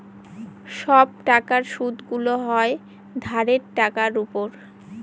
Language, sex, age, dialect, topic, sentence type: Bengali, female, 18-24, Northern/Varendri, banking, statement